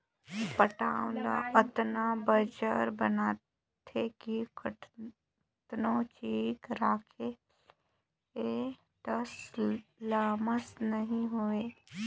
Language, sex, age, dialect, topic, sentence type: Chhattisgarhi, female, 25-30, Northern/Bhandar, agriculture, statement